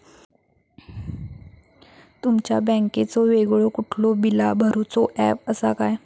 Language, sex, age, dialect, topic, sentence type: Marathi, female, 18-24, Southern Konkan, banking, question